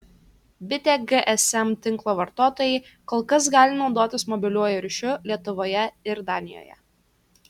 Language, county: Lithuanian, Kaunas